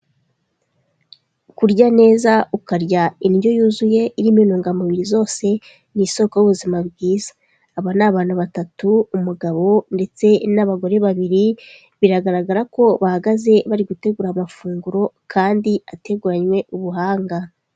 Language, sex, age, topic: Kinyarwanda, female, 25-35, health